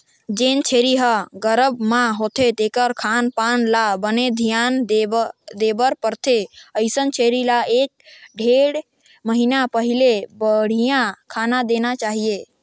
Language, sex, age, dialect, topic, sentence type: Chhattisgarhi, male, 25-30, Northern/Bhandar, agriculture, statement